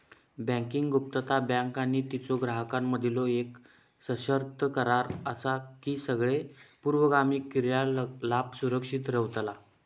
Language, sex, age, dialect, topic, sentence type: Marathi, male, 18-24, Southern Konkan, banking, statement